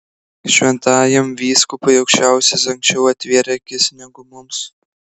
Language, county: Lithuanian, Klaipėda